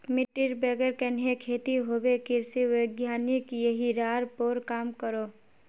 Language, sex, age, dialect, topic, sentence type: Magahi, female, 46-50, Northeastern/Surjapuri, agriculture, statement